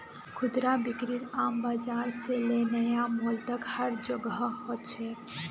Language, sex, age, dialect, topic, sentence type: Magahi, female, 18-24, Northeastern/Surjapuri, agriculture, statement